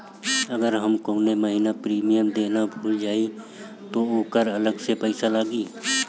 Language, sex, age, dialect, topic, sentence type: Bhojpuri, male, 31-35, Northern, banking, question